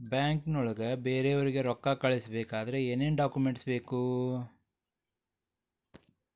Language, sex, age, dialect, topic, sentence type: Kannada, male, 46-50, Dharwad Kannada, banking, question